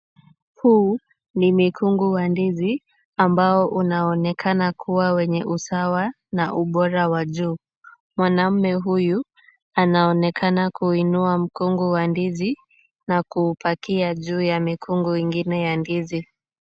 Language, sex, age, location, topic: Swahili, female, 18-24, Kisumu, agriculture